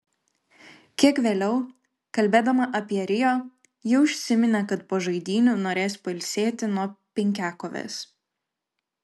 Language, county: Lithuanian, Klaipėda